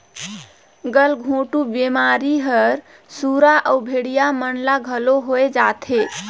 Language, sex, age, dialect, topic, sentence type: Chhattisgarhi, female, 31-35, Northern/Bhandar, agriculture, statement